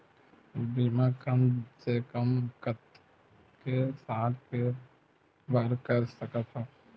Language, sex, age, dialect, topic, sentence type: Chhattisgarhi, male, 25-30, Western/Budati/Khatahi, banking, question